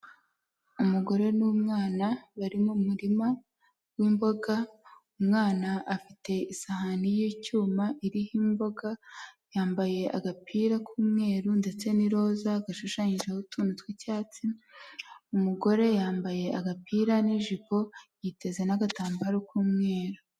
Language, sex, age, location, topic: Kinyarwanda, female, 18-24, Huye, health